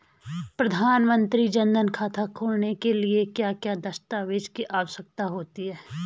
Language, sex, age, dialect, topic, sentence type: Hindi, female, 41-45, Garhwali, banking, question